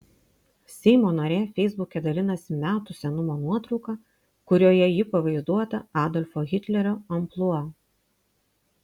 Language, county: Lithuanian, Vilnius